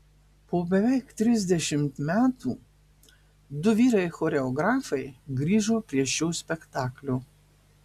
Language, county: Lithuanian, Marijampolė